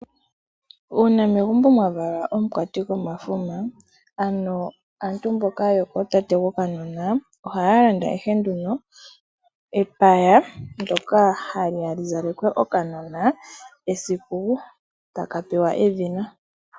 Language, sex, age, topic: Oshiwambo, female, 18-24, finance